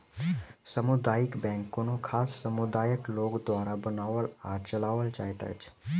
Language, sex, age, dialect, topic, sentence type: Maithili, male, 18-24, Southern/Standard, banking, statement